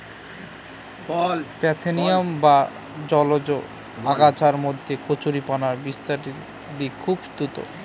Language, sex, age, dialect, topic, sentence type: Bengali, male, 25-30, Northern/Varendri, agriculture, statement